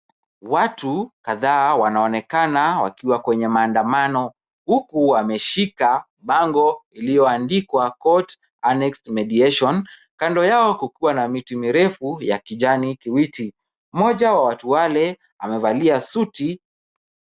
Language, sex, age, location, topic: Swahili, male, 25-35, Kisumu, government